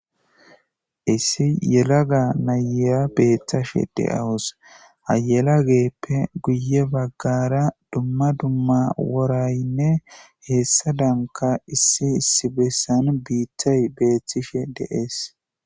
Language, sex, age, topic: Gamo, male, 18-24, government